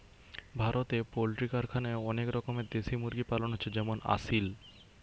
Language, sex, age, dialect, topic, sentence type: Bengali, male, 18-24, Western, agriculture, statement